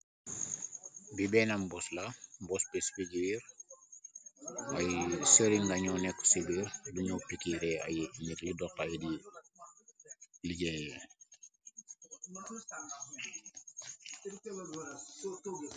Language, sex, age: Wolof, male, 25-35